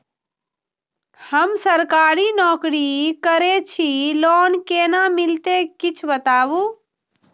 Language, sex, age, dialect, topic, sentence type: Maithili, female, 25-30, Eastern / Thethi, banking, question